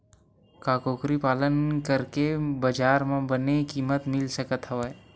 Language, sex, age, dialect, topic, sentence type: Chhattisgarhi, male, 18-24, Western/Budati/Khatahi, agriculture, question